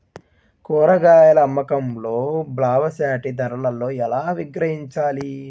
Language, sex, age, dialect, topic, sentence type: Telugu, male, 18-24, Central/Coastal, agriculture, question